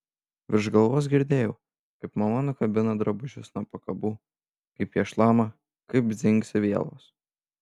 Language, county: Lithuanian, Panevėžys